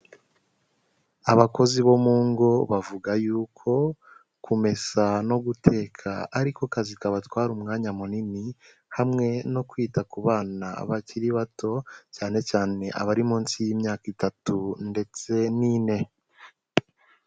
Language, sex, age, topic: Kinyarwanda, male, 18-24, health